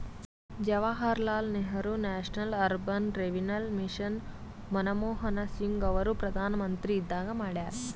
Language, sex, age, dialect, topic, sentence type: Kannada, female, 18-24, Northeastern, banking, statement